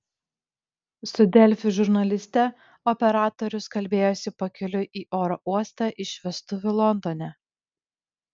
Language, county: Lithuanian, Vilnius